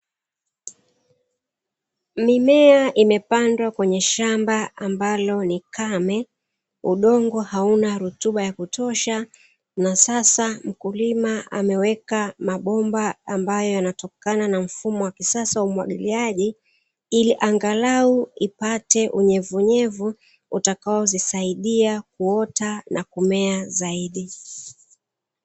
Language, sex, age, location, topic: Swahili, female, 36-49, Dar es Salaam, agriculture